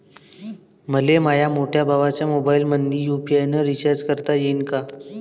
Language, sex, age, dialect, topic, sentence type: Marathi, male, 18-24, Varhadi, banking, question